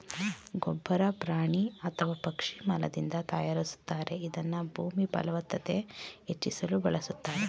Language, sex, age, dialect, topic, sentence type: Kannada, female, 18-24, Mysore Kannada, agriculture, statement